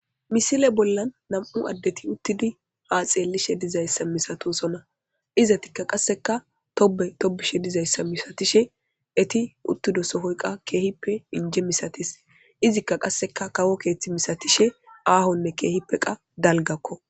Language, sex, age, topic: Gamo, female, 25-35, government